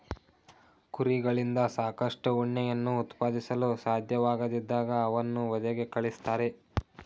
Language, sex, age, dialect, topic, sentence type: Kannada, male, 18-24, Mysore Kannada, agriculture, statement